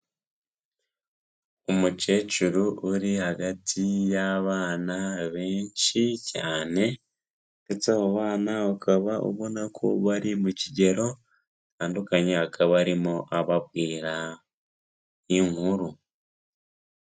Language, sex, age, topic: Kinyarwanda, male, 18-24, health